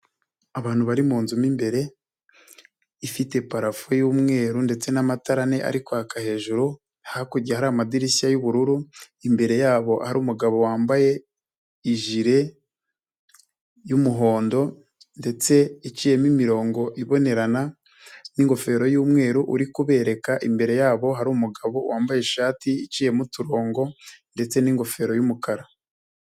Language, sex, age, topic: Kinyarwanda, male, 25-35, education